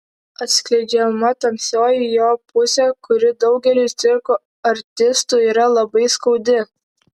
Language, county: Lithuanian, Vilnius